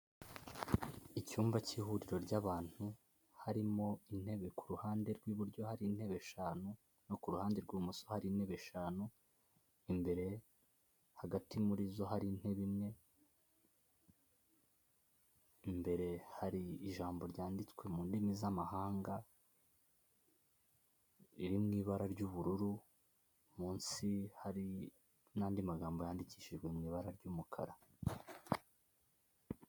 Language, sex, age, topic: Kinyarwanda, male, 18-24, finance